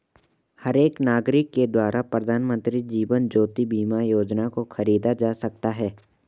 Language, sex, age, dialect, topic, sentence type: Hindi, male, 18-24, Marwari Dhudhari, banking, statement